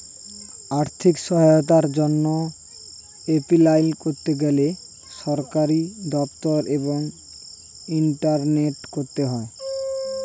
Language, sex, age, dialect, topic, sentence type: Bengali, male, 18-24, Standard Colloquial, agriculture, statement